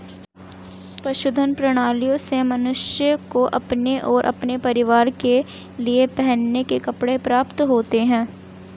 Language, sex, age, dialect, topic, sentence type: Hindi, female, 18-24, Hindustani Malvi Khadi Boli, agriculture, statement